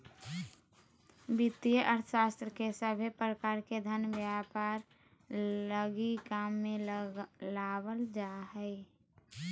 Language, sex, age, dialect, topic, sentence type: Magahi, female, 31-35, Southern, banking, statement